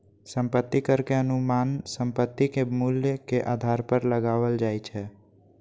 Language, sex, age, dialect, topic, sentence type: Maithili, male, 18-24, Eastern / Thethi, banking, statement